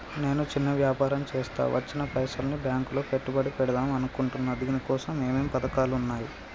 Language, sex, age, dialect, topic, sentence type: Telugu, male, 18-24, Telangana, banking, question